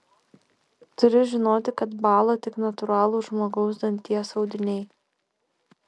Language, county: Lithuanian, Šiauliai